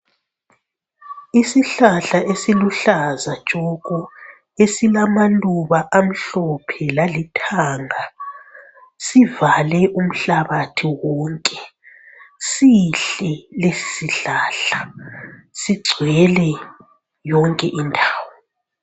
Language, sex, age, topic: North Ndebele, female, 25-35, health